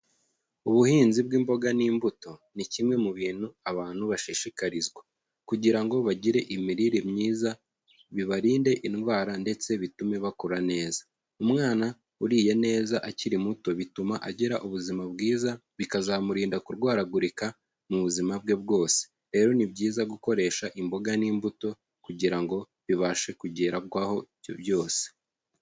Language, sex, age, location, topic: Kinyarwanda, male, 18-24, Huye, agriculture